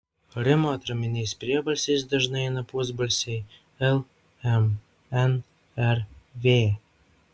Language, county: Lithuanian, Vilnius